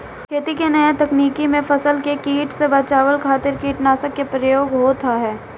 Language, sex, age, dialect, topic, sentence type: Bhojpuri, female, 18-24, Northern, agriculture, statement